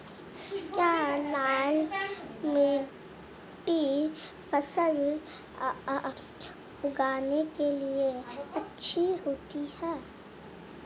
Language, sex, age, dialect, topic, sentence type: Hindi, female, 25-30, Marwari Dhudhari, agriculture, question